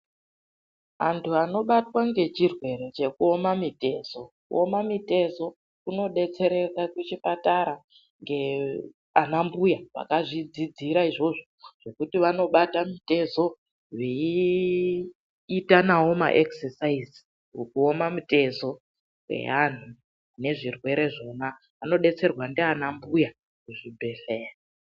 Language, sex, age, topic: Ndau, female, 36-49, health